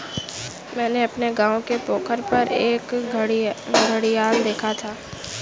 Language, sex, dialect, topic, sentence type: Hindi, female, Kanauji Braj Bhasha, agriculture, statement